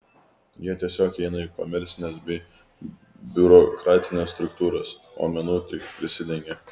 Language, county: Lithuanian, Kaunas